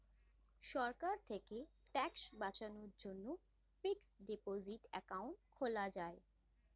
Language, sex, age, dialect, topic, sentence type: Bengali, female, 25-30, Standard Colloquial, banking, statement